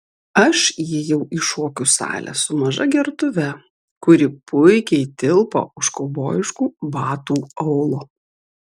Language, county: Lithuanian, Vilnius